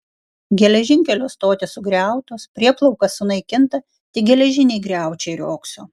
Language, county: Lithuanian, Kaunas